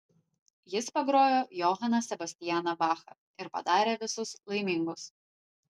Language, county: Lithuanian, Vilnius